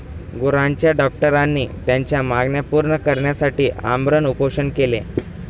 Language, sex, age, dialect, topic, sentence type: Marathi, male, 18-24, Northern Konkan, agriculture, statement